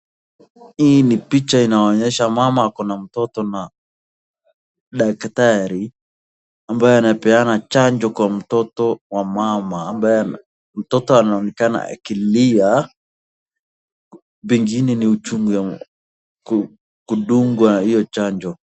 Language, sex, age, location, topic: Swahili, male, 25-35, Wajir, health